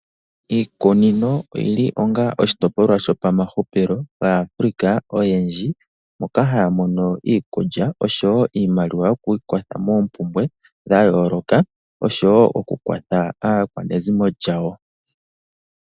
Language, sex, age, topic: Oshiwambo, male, 18-24, agriculture